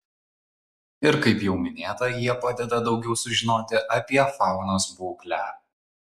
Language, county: Lithuanian, Vilnius